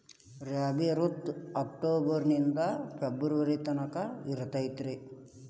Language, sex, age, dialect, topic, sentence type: Kannada, male, 18-24, Dharwad Kannada, agriculture, statement